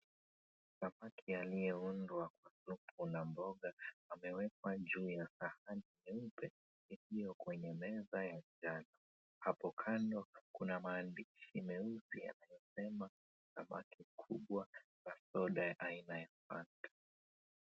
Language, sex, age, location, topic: Swahili, male, 25-35, Mombasa, agriculture